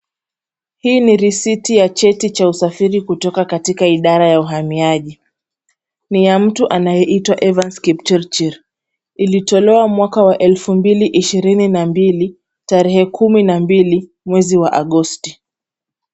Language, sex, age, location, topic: Swahili, female, 25-35, Kisumu, government